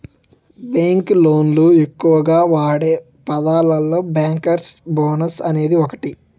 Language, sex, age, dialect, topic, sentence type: Telugu, male, 18-24, Utterandhra, banking, statement